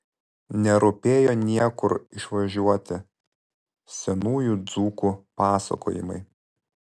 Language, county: Lithuanian, Vilnius